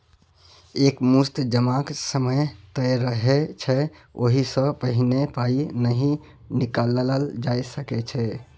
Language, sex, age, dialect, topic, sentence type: Maithili, male, 31-35, Bajjika, banking, statement